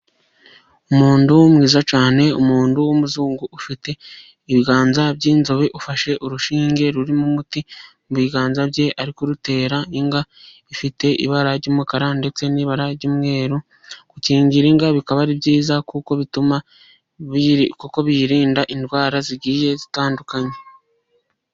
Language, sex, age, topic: Kinyarwanda, female, 25-35, agriculture